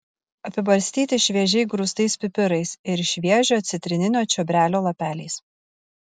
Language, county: Lithuanian, Kaunas